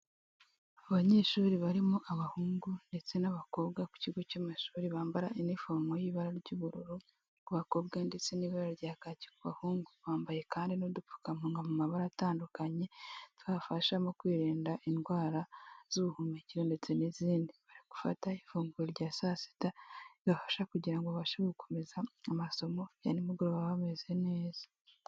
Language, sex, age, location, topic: Kinyarwanda, female, 18-24, Kigali, health